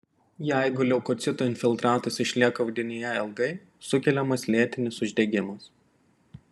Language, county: Lithuanian, Panevėžys